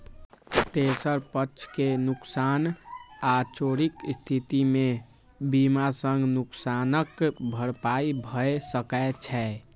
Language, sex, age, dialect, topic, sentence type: Maithili, male, 18-24, Eastern / Thethi, banking, statement